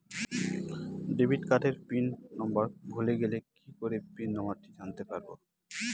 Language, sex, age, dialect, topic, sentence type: Bengali, male, 31-35, Northern/Varendri, banking, question